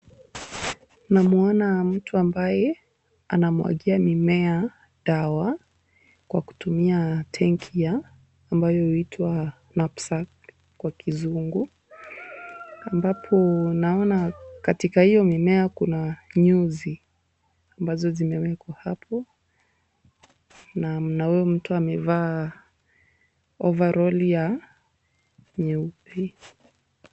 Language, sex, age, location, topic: Swahili, female, 18-24, Kisumu, health